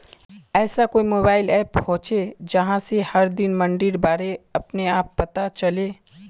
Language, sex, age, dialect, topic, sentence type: Magahi, male, 18-24, Northeastern/Surjapuri, agriculture, question